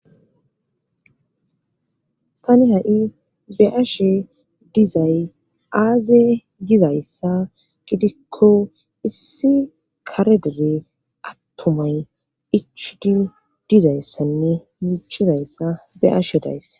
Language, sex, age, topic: Gamo, female, 25-35, government